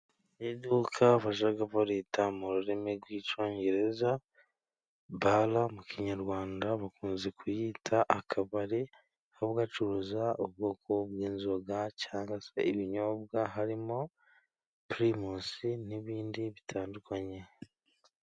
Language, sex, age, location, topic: Kinyarwanda, male, 18-24, Musanze, finance